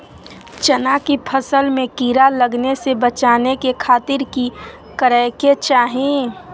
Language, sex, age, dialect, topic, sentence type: Magahi, female, 25-30, Southern, agriculture, question